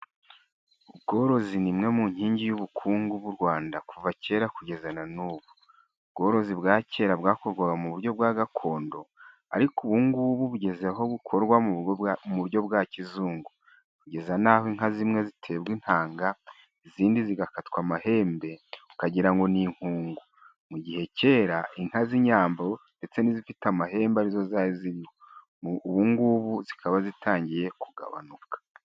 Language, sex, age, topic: Kinyarwanda, male, 36-49, agriculture